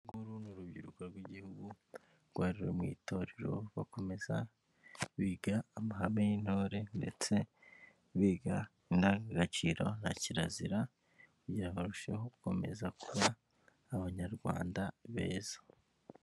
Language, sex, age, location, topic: Kinyarwanda, male, 25-35, Kigali, government